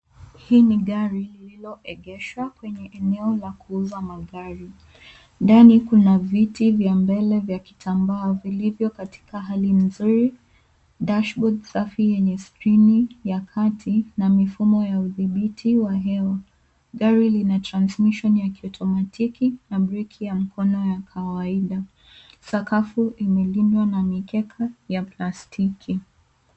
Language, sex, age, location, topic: Swahili, female, 18-24, Nairobi, finance